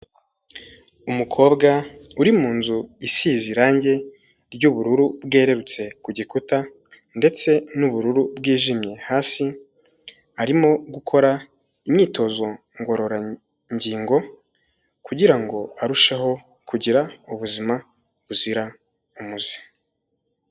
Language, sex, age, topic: Kinyarwanda, male, 18-24, health